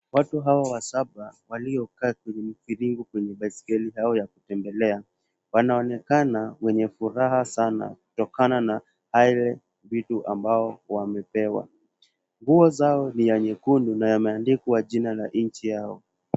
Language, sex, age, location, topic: Swahili, male, 18-24, Kisumu, education